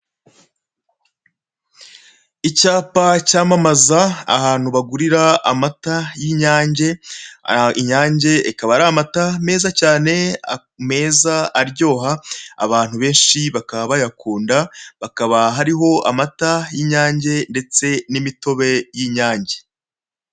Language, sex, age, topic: Kinyarwanda, male, 25-35, finance